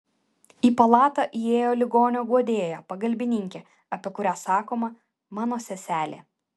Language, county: Lithuanian, Vilnius